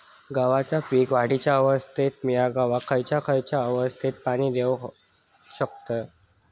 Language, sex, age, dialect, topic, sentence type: Marathi, male, 41-45, Southern Konkan, agriculture, question